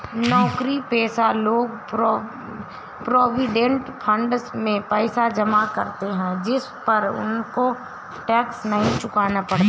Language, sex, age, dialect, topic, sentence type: Hindi, female, 31-35, Awadhi Bundeli, banking, statement